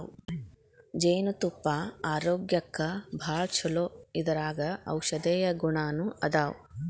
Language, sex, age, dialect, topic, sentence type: Kannada, female, 41-45, Dharwad Kannada, agriculture, statement